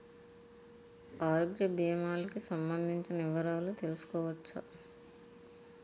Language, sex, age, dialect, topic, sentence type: Telugu, female, 41-45, Utterandhra, banking, question